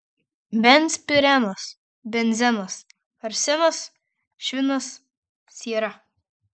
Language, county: Lithuanian, Marijampolė